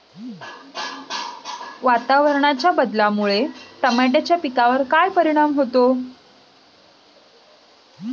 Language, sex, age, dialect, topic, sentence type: Marathi, female, 25-30, Standard Marathi, agriculture, question